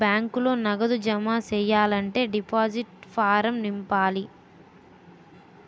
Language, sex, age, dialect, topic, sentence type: Telugu, female, 18-24, Utterandhra, banking, statement